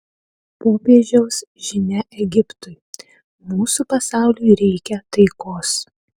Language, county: Lithuanian, Utena